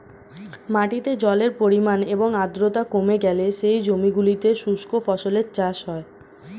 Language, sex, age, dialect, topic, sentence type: Bengali, female, 18-24, Standard Colloquial, agriculture, statement